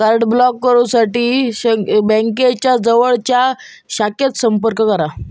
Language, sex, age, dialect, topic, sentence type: Marathi, male, 31-35, Southern Konkan, banking, statement